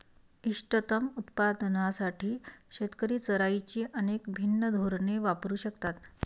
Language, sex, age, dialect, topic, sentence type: Marathi, female, 31-35, Varhadi, agriculture, statement